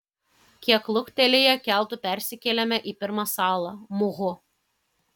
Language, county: Lithuanian, Kaunas